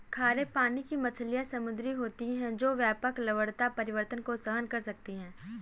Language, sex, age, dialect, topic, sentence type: Hindi, female, 18-24, Kanauji Braj Bhasha, agriculture, statement